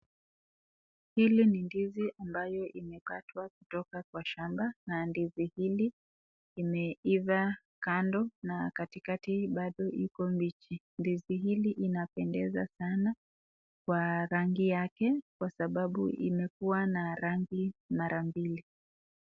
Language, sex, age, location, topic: Swahili, female, 25-35, Nakuru, agriculture